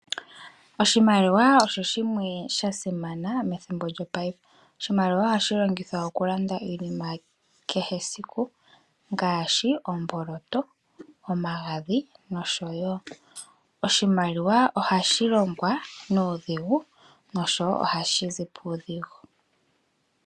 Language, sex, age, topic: Oshiwambo, female, 18-24, finance